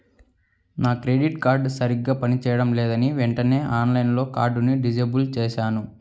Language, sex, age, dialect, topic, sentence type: Telugu, male, 18-24, Central/Coastal, banking, statement